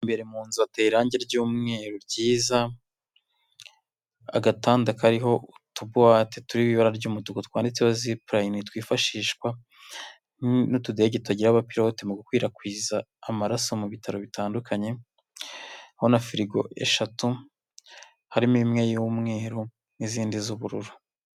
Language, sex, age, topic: Kinyarwanda, male, 25-35, health